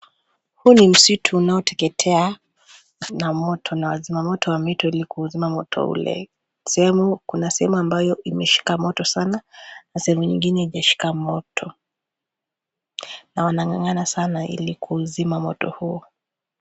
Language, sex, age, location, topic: Swahili, female, 25-35, Kisii, health